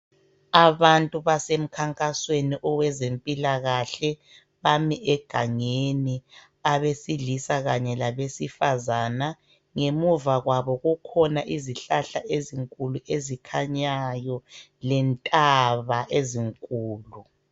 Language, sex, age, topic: North Ndebele, male, 25-35, health